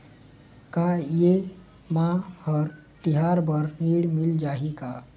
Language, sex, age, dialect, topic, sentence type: Chhattisgarhi, male, 18-24, Eastern, banking, question